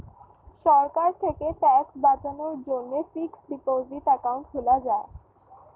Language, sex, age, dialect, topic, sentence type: Bengali, female, <18, Standard Colloquial, banking, statement